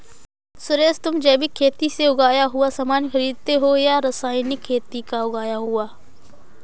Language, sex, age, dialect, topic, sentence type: Hindi, female, 25-30, Awadhi Bundeli, agriculture, statement